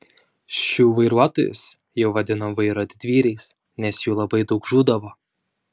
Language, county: Lithuanian, Šiauliai